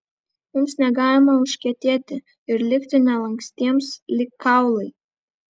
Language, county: Lithuanian, Vilnius